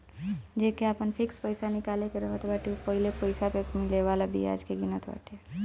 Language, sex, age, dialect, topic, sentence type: Bhojpuri, male, 18-24, Northern, banking, statement